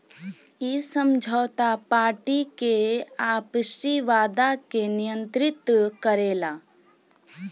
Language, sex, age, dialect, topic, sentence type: Bhojpuri, female, <18, Southern / Standard, banking, statement